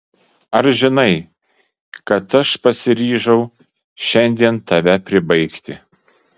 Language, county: Lithuanian, Kaunas